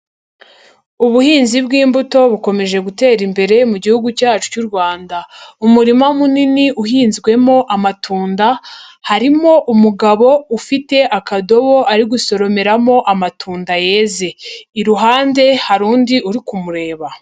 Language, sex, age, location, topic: Kinyarwanda, female, 50+, Nyagatare, agriculture